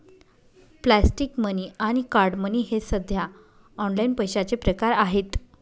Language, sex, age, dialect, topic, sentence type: Marathi, female, 25-30, Northern Konkan, banking, statement